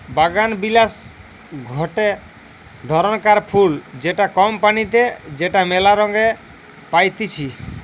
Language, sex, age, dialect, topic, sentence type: Bengali, male, <18, Western, agriculture, statement